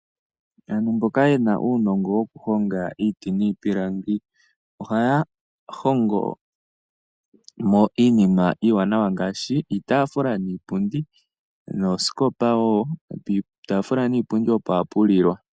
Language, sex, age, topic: Oshiwambo, female, 18-24, finance